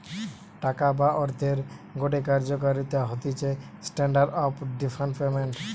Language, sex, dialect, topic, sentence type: Bengali, male, Western, banking, statement